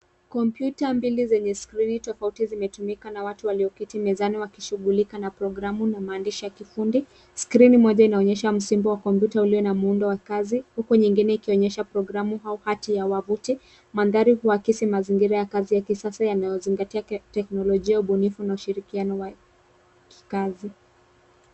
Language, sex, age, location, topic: Swahili, female, 25-35, Nairobi, education